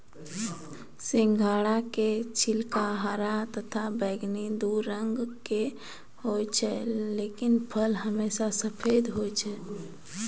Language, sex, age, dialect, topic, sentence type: Maithili, female, 36-40, Angika, agriculture, statement